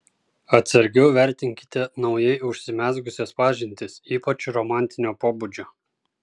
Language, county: Lithuanian, Kaunas